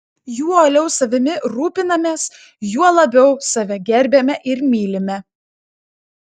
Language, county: Lithuanian, Klaipėda